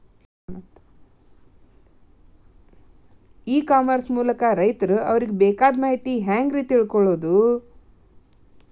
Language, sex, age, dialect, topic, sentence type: Kannada, female, 46-50, Dharwad Kannada, agriculture, question